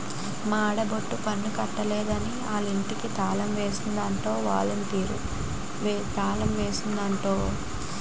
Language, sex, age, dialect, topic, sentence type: Telugu, female, 18-24, Utterandhra, banking, statement